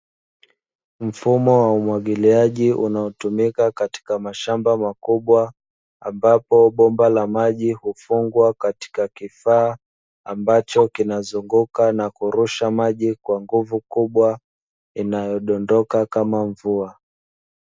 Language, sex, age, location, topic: Swahili, male, 25-35, Dar es Salaam, agriculture